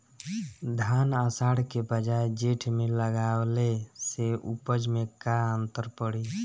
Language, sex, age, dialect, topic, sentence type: Bhojpuri, male, 25-30, Northern, agriculture, question